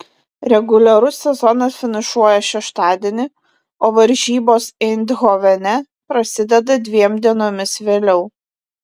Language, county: Lithuanian, Vilnius